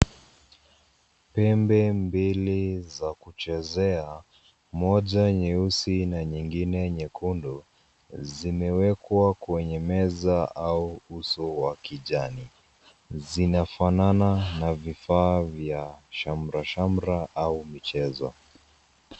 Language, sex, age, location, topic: Swahili, female, 36-49, Nairobi, health